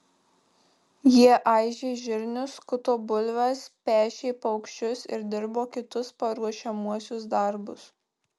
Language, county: Lithuanian, Marijampolė